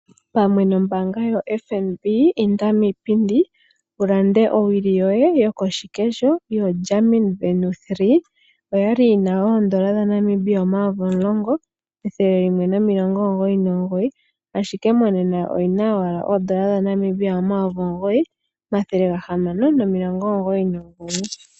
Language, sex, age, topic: Oshiwambo, female, 18-24, finance